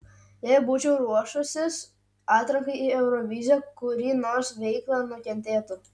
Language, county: Lithuanian, Utena